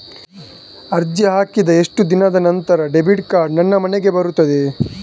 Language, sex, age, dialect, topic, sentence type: Kannada, male, 18-24, Coastal/Dakshin, banking, question